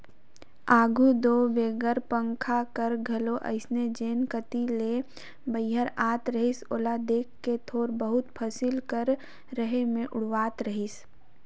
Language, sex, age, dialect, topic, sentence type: Chhattisgarhi, female, 18-24, Northern/Bhandar, agriculture, statement